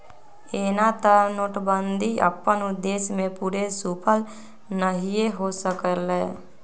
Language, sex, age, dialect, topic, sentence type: Magahi, female, 60-100, Western, banking, statement